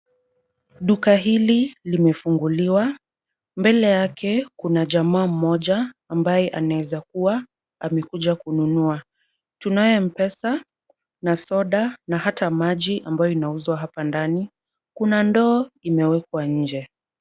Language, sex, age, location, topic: Swahili, female, 18-24, Kisumu, finance